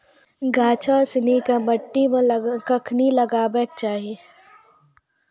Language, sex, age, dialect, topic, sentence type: Maithili, female, 51-55, Angika, agriculture, statement